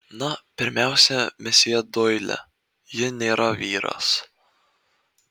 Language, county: Lithuanian, Marijampolė